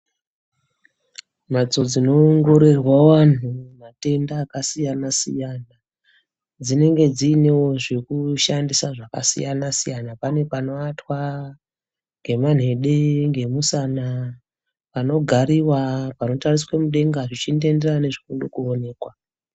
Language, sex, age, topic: Ndau, female, 36-49, health